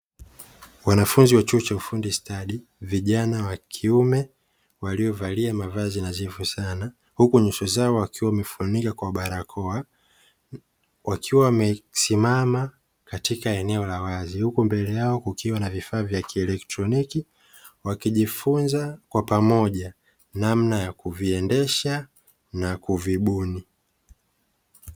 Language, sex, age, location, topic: Swahili, male, 25-35, Dar es Salaam, education